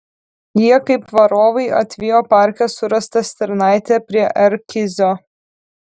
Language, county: Lithuanian, Kaunas